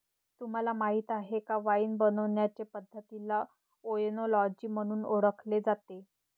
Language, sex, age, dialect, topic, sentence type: Marathi, male, 60-100, Varhadi, agriculture, statement